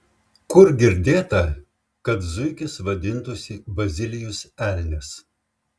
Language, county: Lithuanian, Šiauliai